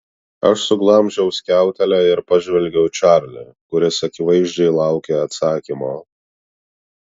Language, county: Lithuanian, Vilnius